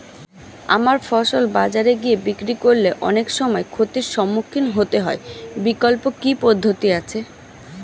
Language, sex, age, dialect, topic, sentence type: Bengali, female, 25-30, Standard Colloquial, agriculture, question